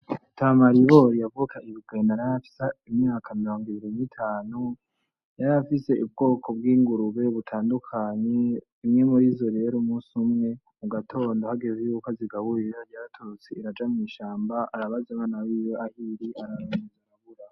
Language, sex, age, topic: Rundi, male, 18-24, agriculture